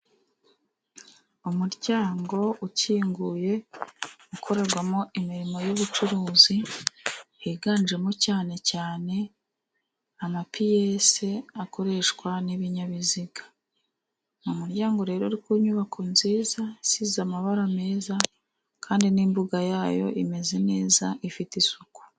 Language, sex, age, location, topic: Kinyarwanda, female, 36-49, Musanze, finance